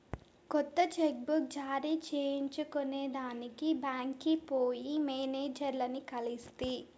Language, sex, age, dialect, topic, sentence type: Telugu, female, 18-24, Southern, banking, statement